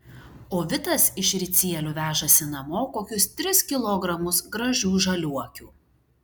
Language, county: Lithuanian, Šiauliai